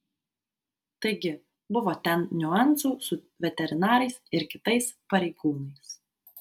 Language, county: Lithuanian, Vilnius